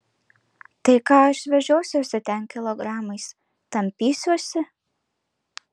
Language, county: Lithuanian, Marijampolė